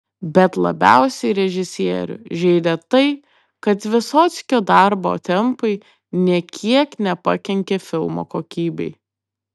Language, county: Lithuanian, Kaunas